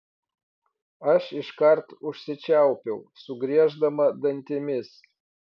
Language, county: Lithuanian, Vilnius